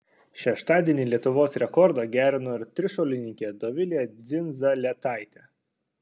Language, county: Lithuanian, Kaunas